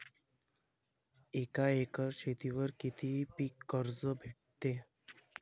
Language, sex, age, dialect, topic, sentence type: Marathi, male, 25-30, Varhadi, agriculture, question